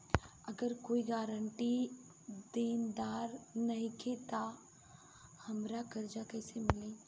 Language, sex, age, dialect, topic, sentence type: Bhojpuri, female, 31-35, Southern / Standard, banking, question